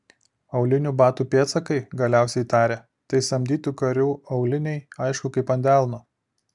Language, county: Lithuanian, Alytus